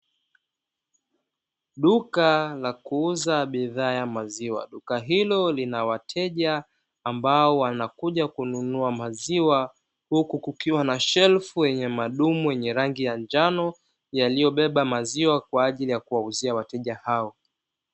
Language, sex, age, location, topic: Swahili, male, 25-35, Dar es Salaam, finance